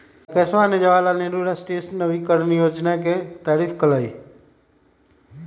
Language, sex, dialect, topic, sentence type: Magahi, male, Western, banking, statement